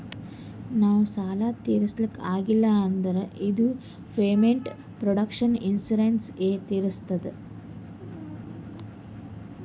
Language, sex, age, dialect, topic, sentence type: Kannada, female, 18-24, Northeastern, banking, statement